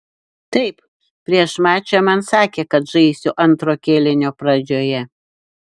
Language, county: Lithuanian, Šiauliai